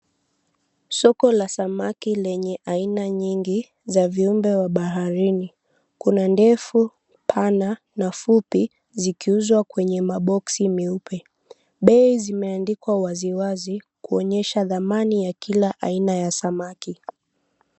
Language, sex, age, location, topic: Swahili, female, 18-24, Mombasa, agriculture